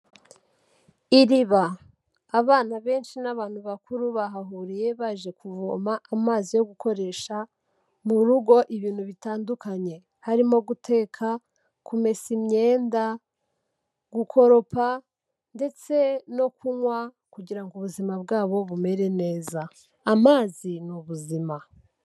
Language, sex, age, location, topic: Kinyarwanda, female, 18-24, Kigali, health